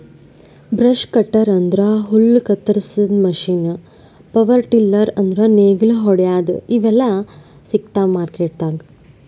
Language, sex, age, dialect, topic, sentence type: Kannada, male, 25-30, Northeastern, agriculture, statement